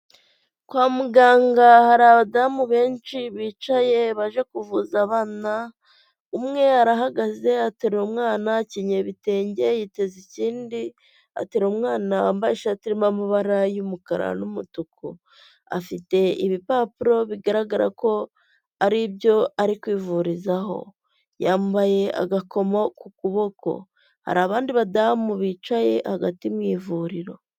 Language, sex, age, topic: Kinyarwanda, female, 18-24, health